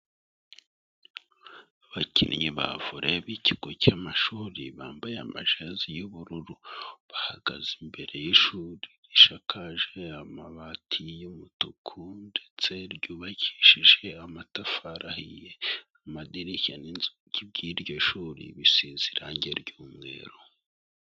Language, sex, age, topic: Kinyarwanda, male, 25-35, education